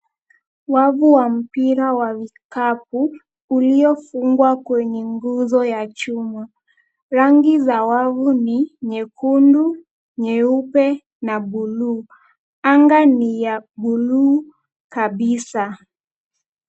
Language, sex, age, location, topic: Swahili, female, 18-24, Nairobi, health